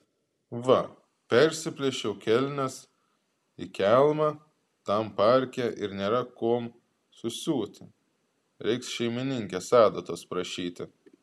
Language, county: Lithuanian, Klaipėda